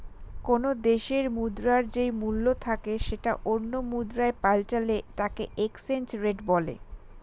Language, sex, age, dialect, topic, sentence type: Bengali, female, 25-30, Standard Colloquial, banking, statement